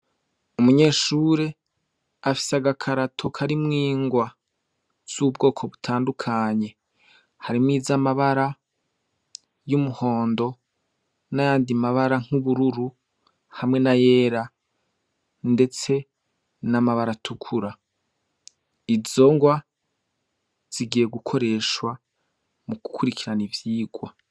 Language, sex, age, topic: Rundi, male, 25-35, education